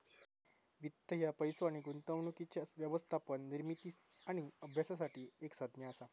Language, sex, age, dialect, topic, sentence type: Marathi, male, 18-24, Southern Konkan, banking, statement